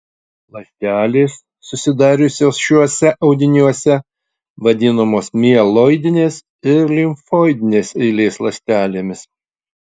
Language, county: Lithuanian, Utena